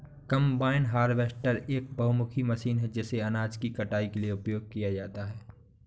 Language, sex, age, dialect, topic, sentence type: Hindi, male, 25-30, Awadhi Bundeli, agriculture, statement